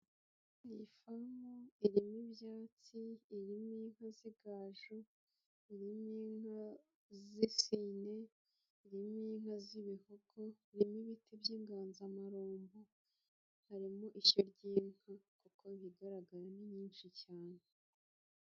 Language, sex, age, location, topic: Kinyarwanda, female, 25-35, Nyagatare, agriculture